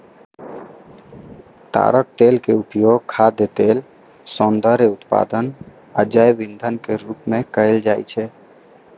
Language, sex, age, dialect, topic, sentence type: Maithili, male, 18-24, Eastern / Thethi, agriculture, statement